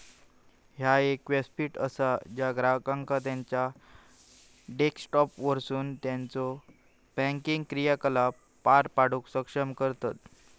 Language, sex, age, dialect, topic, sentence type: Marathi, male, 18-24, Southern Konkan, banking, statement